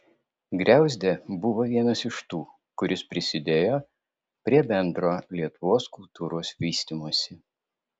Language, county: Lithuanian, Vilnius